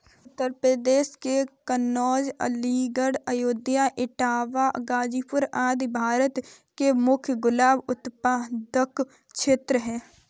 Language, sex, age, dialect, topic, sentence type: Hindi, female, 18-24, Kanauji Braj Bhasha, agriculture, statement